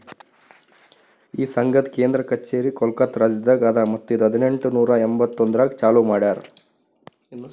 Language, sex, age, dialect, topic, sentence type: Kannada, male, 36-40, Northeastern, agriculture, statement